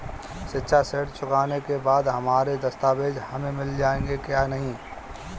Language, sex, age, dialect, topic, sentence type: Hindi, male, 25-30, Kanauji Braj Bhasha, banking, question